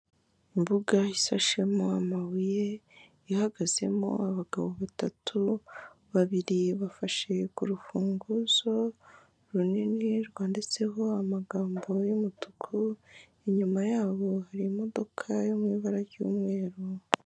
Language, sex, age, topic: Kinyarwanda, male, 18-24, finance